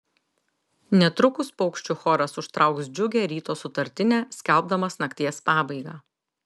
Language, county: Lithuanian, Telšiai